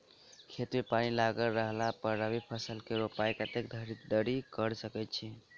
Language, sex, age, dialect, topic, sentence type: Maithili, male, 18-24, Southern/Standard, agriculture, question